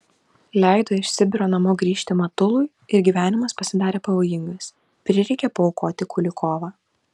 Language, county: Lithuanian, Vilnius